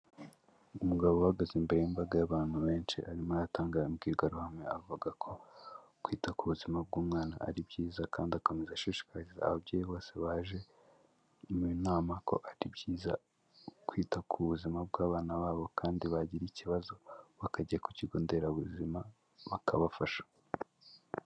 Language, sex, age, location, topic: Kinyarwanda, male, 18-24, Kigali, health